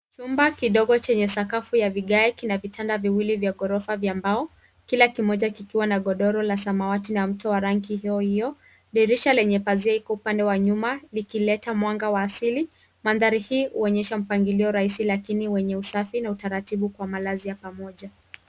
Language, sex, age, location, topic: Swahili, female, 25-35, Nairobi, education